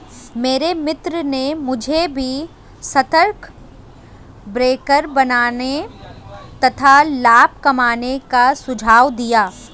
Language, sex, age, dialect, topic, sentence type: Hindi, female, 25-30, Hindustani Malvi Khadi Boli, banking, statement